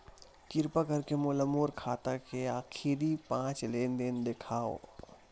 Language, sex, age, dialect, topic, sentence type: Chhattisgarhi, male, 60-100, Western/Budati/Khatahi, banking, statement